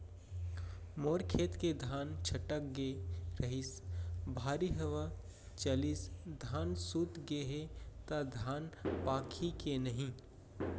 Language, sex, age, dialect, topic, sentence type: Chhattisgarhi, male, 25-30, Central, agriculture, question